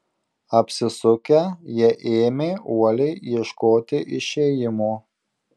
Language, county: Lithuanian, Marijampolė